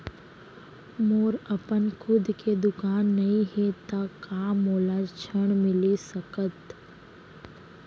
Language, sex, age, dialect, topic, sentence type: Chhattisgarhi, female, 18-24, Central, banking, question